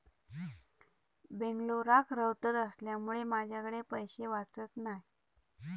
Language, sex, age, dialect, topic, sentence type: Marathi, male, 31-35, Southern Konkan, banking, statement